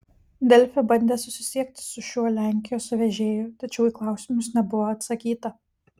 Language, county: Lithuanian, Kaunas